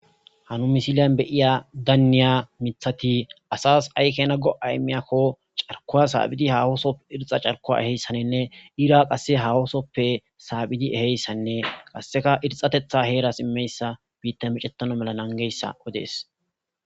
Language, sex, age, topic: Gamo, male, 25-35, agriculture